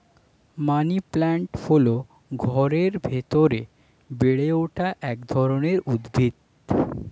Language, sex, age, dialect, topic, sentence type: Bengali, male, 25-30, Standard Colloquial, agriculture, statement